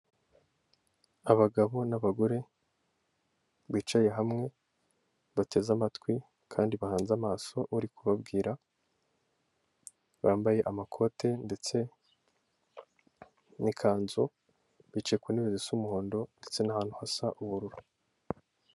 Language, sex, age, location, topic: Kinyarwanda, male, 18-24, Kigali, government